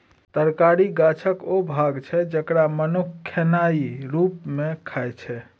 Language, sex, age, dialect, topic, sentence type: Maithili, male, 31-35, Bajjika, agriculture, statement